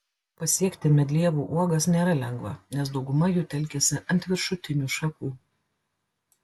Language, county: Lithuanian, Klaipėda